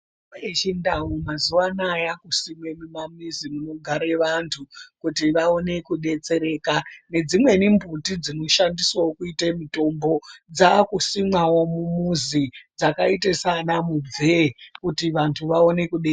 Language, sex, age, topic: Ndau, male, 36-49, health